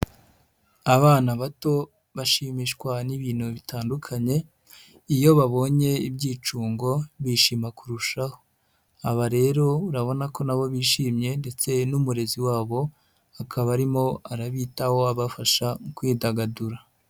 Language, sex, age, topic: Kinyarwanda, female, 25-35, health